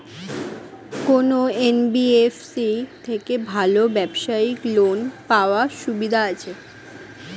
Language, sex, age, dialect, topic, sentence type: Bengali, female, 60-100, Standard Colloquial, banking, question